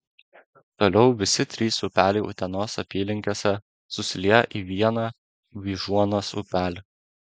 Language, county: Lithuanian, Klaipėda